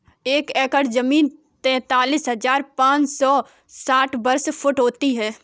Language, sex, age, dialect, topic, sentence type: Hindi, female, 18-24, Kanauji Braj Bhasha, agriculture, statement